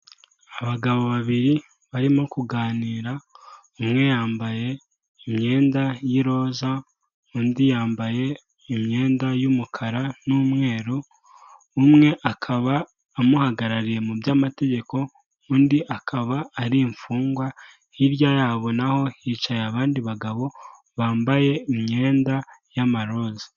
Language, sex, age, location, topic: Kinyarwanda, male, 18-24, Kigali, government